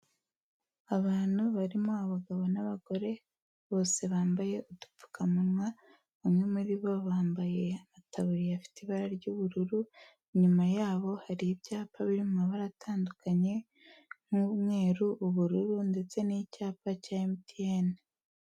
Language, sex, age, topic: Kinyarwanda, female, 18-24, health